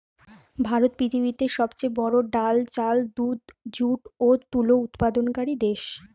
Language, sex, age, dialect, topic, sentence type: Bengali, female, 25-30, Standard Colloquial, agriculture, statement